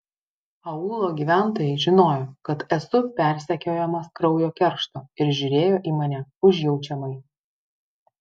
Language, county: Lithuanian, Vilnius